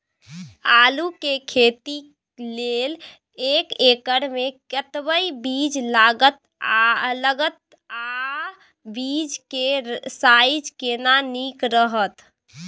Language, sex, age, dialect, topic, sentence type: Maithili, female, 25-30, Bajjika, agriculture, question